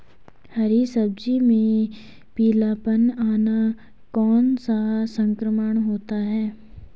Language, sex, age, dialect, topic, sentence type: Hindi, female, 18-24, Garhwali, agriculture, question